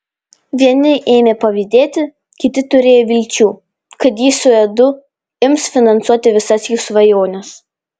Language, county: Lithuanian, Panevėžys